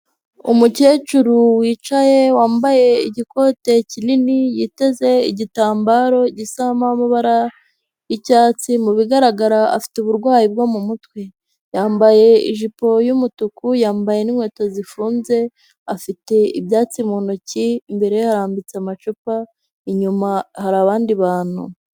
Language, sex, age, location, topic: Kinyarwanda, female, 25-35, Huye, health